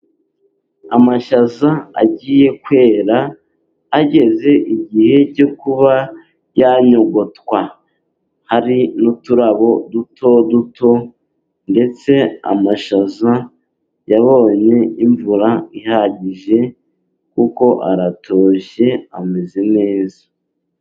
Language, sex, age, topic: Kinyarwanda, male, 18-24, agriculture